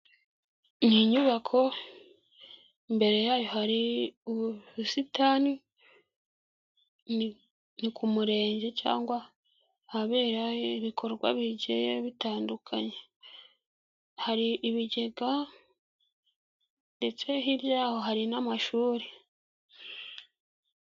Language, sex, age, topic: Kinyarwanda, female, 25-35, government